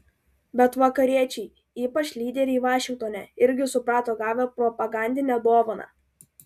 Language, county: Lithuanian, Klaipėda